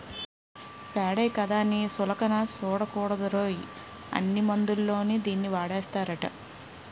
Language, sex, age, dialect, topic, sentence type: Telugu, female, 36-40, Utterandhra, agriculture, statement